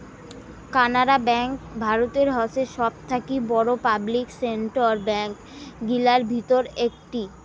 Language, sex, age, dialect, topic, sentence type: Bengali, female, 18-24, Rajbangshi, banking, statement